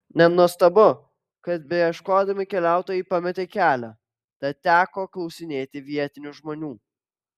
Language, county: Lithuanian, Vilnius